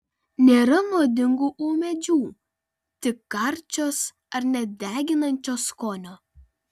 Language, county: Lithuanian, Panevėžys